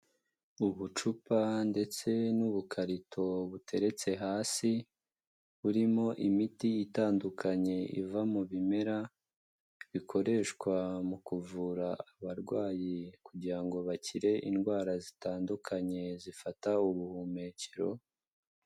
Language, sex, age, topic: Kinyarwanda, male, 25-35, health